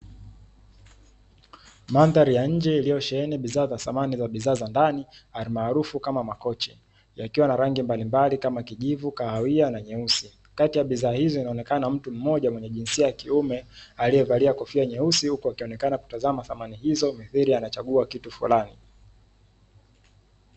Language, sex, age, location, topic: Swahili, male, 18-24, Dar es Salaam, finance